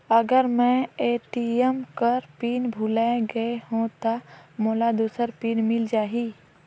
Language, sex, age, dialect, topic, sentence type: Chhattisgarhi, female, 18-24, Northern/Bhandar, banking, question